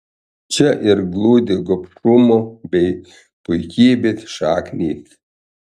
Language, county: Lithuanian, Panevėžys